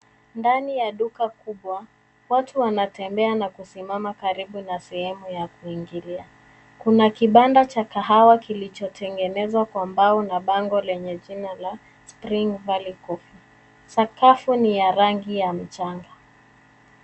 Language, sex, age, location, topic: Swahili, female, 18-24, Nairobi, finance